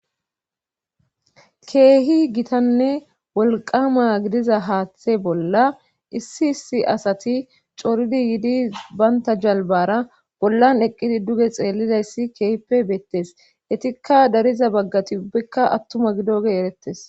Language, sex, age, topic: Gamo, female, 25-35, government